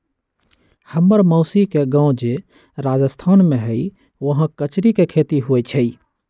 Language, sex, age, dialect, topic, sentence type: Magahi, male, 60-100, Western, agriculture, statement